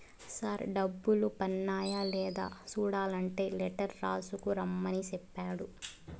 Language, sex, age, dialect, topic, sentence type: Telugu, female, 18-24, Southern, banking, statement